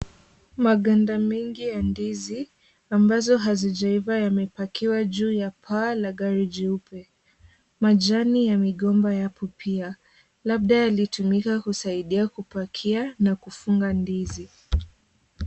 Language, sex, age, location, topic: Swahili, female, 18-24, Kisumu, agriculture